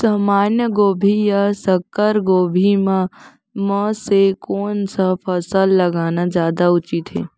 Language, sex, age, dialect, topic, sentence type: Chhattisgarhi, female, 18-24, Central, agriculture, question